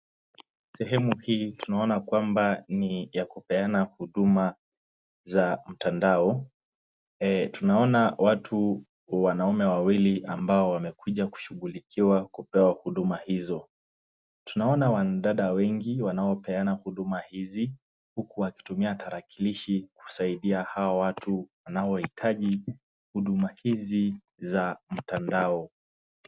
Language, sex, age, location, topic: Swahili, male, 18-24, Nakuru, government